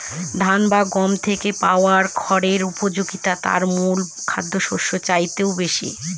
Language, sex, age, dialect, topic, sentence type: Bengali, female, 25-30, Northern/Varendri, agriculture, statement